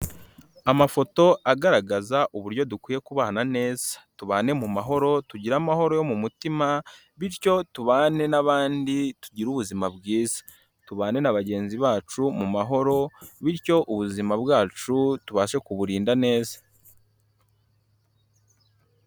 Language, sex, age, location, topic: Kinyarwanda, male, 18-24, Kigali, health